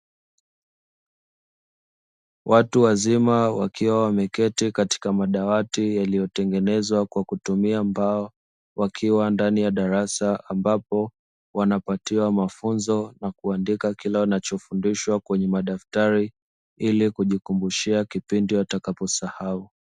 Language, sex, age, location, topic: Swahili, male, 25-35, Dar es Salaam, education